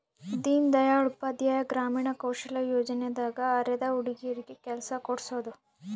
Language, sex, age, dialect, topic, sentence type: Kannada, female, 25-30, Central, banking, statement